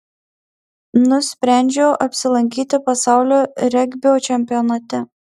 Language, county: Lithuanian, Marijampolė